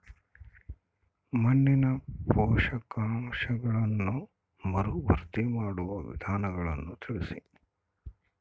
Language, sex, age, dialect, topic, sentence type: Kannada, male, 51-55, Central, agriculture, question